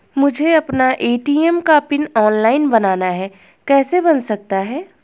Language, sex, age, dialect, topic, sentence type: Hindi, female, 25-30, Garhwali, banking, question